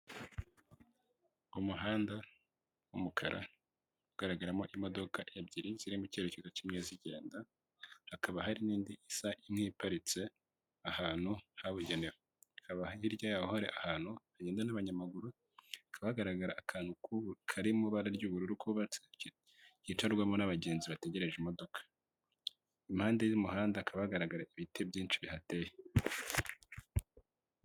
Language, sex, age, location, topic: Kinyarwanda, male, 25-35, Kigali, government